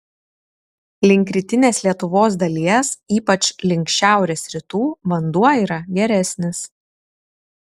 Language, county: Lithuanian, Šiauliai